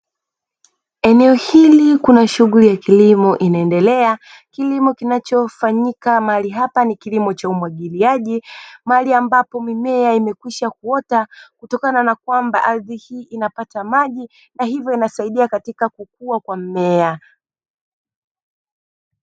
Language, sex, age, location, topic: Swahili, female, 25-35, Dar es Salaam, agriculture